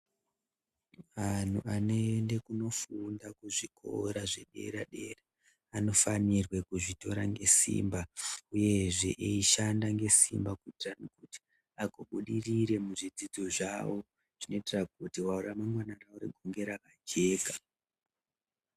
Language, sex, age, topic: Ndau, male, 18-24, education